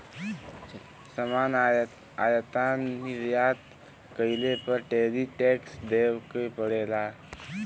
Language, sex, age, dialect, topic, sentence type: Bhojpuri, male, 18-24, Western, banking, statement